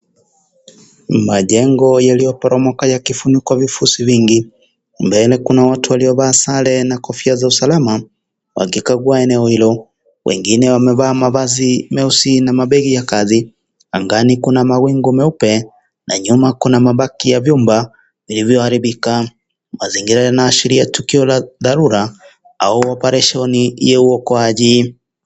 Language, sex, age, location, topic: Swahili, male, 25-35, Kisii, health